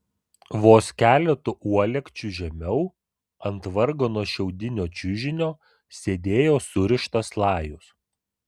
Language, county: Lithuanian, Vilnius